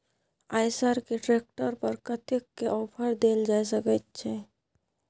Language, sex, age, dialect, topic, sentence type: Maithili, female, 18-24, Bajjika, agriculture, question